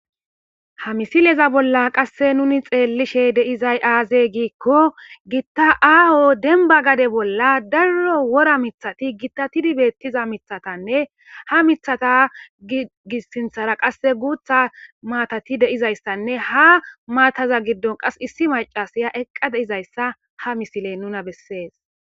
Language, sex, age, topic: Gamo, female, 18-24, agriculture